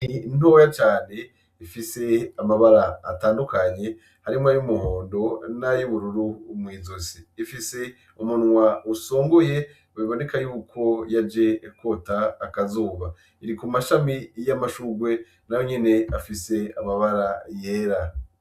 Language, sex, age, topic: Rundi, male, 25-35, agriculture